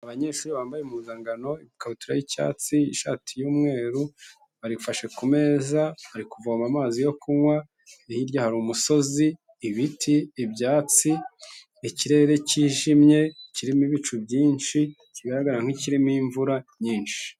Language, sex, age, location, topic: Kinyarwanda, male, 25-35, Kigali, health